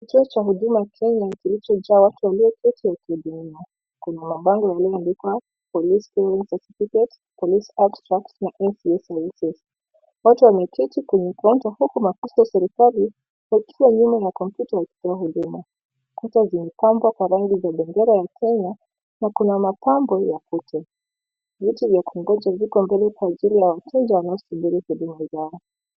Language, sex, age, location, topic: Swahili, female, 25-35, Mombasa, government